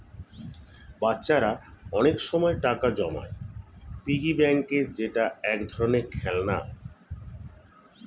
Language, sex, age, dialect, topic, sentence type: Bengali, male, 41-45, Standard Colloquial, banking, statement